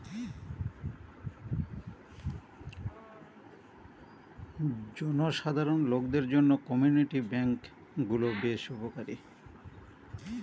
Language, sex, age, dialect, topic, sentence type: Bengali, male, 46-50, Northern/Varendri, banking, statement